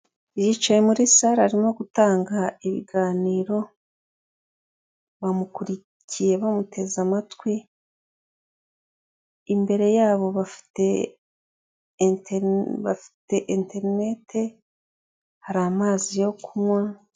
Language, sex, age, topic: Kinyarwanda, female, 36-49, government